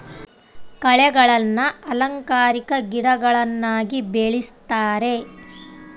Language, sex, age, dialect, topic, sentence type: Kannada, female, 18-24, Central, agriculture, statement